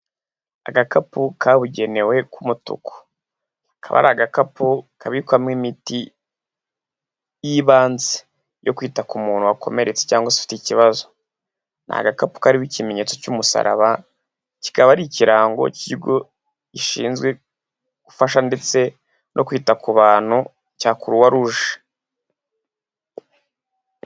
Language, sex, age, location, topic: Kinyarwanda, male, 18-24, Huye, health